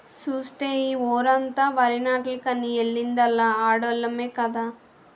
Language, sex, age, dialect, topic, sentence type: Telugu, female, 18-24, Utterandhra, agriculture, statement